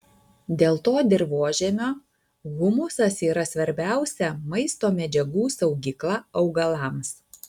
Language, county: Lithuanian, Alytus